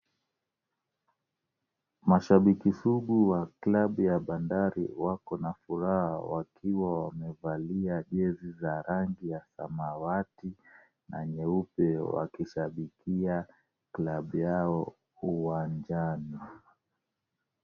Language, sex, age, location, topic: Swahili, male, 36-49, Kisumu, government